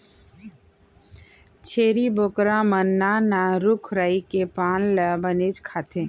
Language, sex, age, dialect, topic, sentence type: Chhattisgarhi, female, 36-40, Central, agriculture, statement